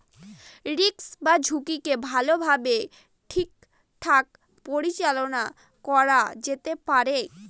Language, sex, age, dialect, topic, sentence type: Bengali, female, 60-100, Northern/Varendri, agriculture, statement